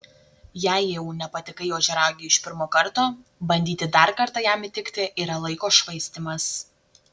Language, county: Lithuanian, Šiauliai